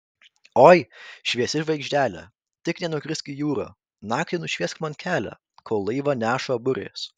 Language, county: Lithuanian, Vilnius